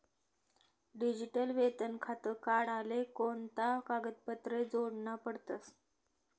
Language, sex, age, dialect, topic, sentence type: Marathi, female, 18-24, Northern Konkan, banking, statement